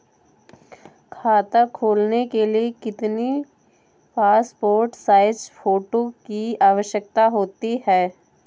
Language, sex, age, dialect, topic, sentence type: Hindi, female, 18-24, Awadhi Bundeli, banking, question